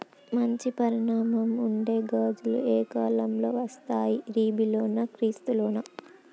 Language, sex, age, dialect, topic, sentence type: Telugu, female, 25-30, Telangana, agriculture, question